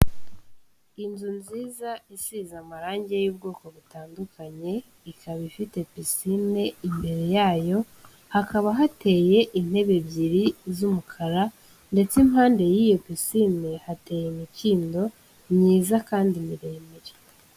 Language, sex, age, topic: Kinyarwanda, female, 18-24, finance